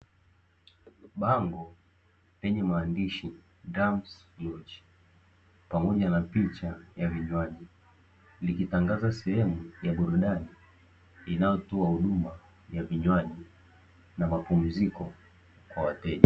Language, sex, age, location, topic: Swahili, male, 18-24, Dar es Salaam, finance